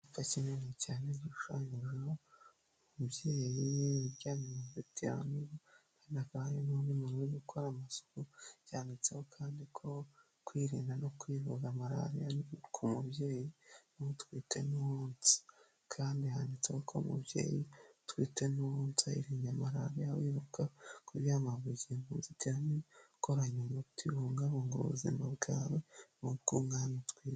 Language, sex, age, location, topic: Kinyarwanda, male, 25-35, Nyagatare, health